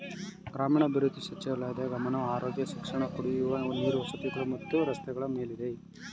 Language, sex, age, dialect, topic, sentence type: Kannada, male, 36-40, Mysore Kannada, agriculture, statement